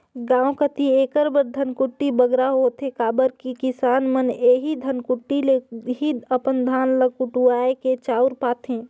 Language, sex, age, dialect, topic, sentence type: Chhattisgarhi, female, 18-24, Northern/Bhandar, agriculture, statement